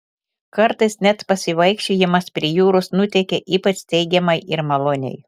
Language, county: Lithuanian, Telšiai